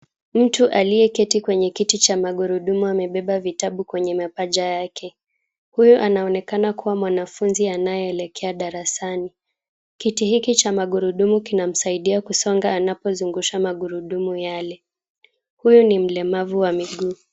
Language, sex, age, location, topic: Swahili, female, 18-24, Kisumu, education